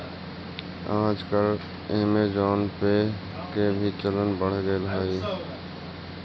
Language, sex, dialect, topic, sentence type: Magahi, male, Central/Standard, agriculture, statement